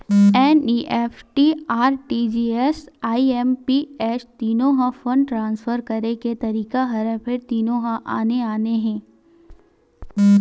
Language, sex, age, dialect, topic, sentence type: Chhattisgarhi, female, 18-24, Western/Budati/Khatahi, banking, statement